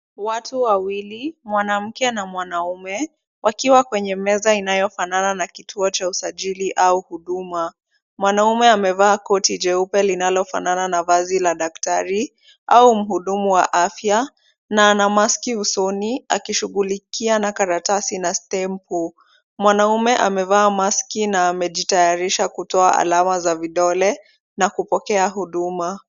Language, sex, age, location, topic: Swahili, female, 25-35, Kisumu, government